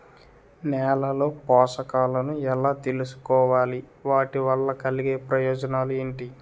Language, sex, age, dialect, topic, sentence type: Telugu, male, 18-24, Utterandhra, agriculture, question